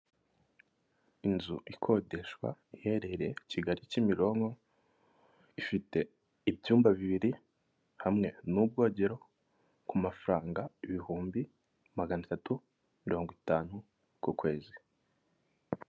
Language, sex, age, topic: Kinyarwanda, male, 18-24, finance